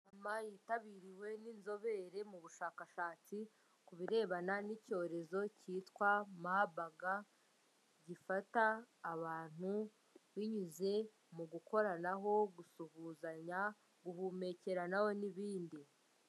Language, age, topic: Kinyarwanda, 25-35, health